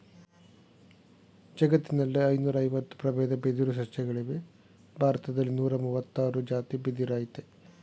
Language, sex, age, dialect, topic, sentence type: Kannada, male, 36-40, Mysore Kannada, agriculture, statement